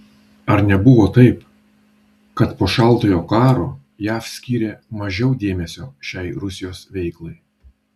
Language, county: Lithuanian, Vilnius